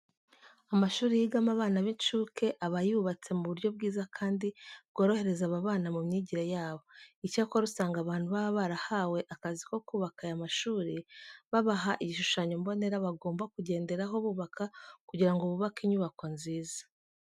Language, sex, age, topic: Kinyarwanda, female, 25-35, education